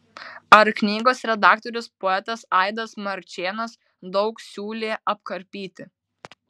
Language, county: Lithuanian, Vilnius